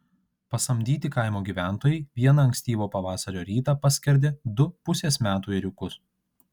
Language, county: Lithuanian, Kaunas